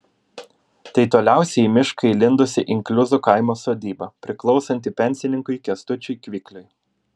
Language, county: Lithuanian, Vilnius